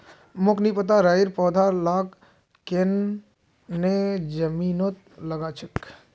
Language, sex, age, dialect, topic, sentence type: Magahi, male, 25-30, Northeastern/Surjapuri, agriculture, statement